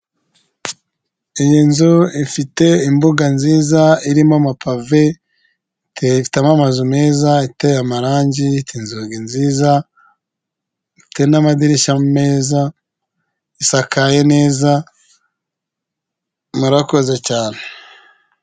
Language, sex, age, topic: Kinyarwanda, male, 25-35, finance